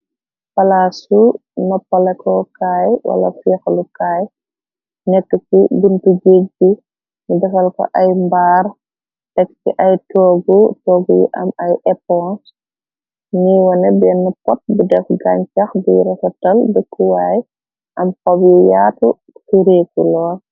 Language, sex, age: Wolof, female, 36-49